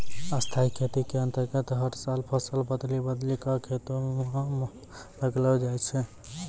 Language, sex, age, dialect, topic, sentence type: Maithili, male, 18-24, Angika, agriculture, statement